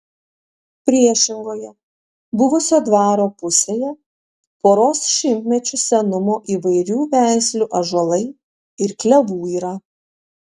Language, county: Lithuanian, Panevėžys